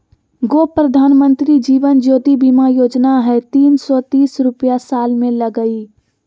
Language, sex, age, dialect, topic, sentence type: Magahi, female, 25-30, Western, banking, question